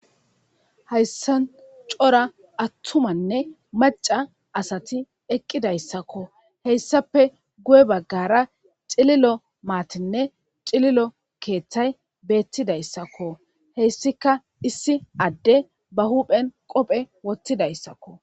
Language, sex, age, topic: Gamo, male, 25-35, government